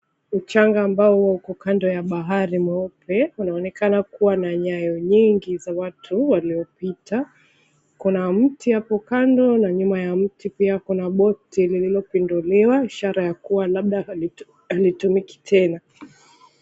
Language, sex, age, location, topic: Swahili, female, 25-35, Mombasa, government